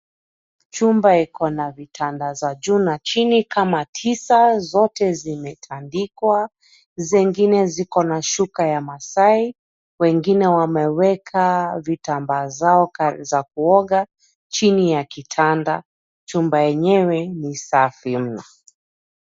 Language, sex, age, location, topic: Swahili, female, 36-49, Nairobi, education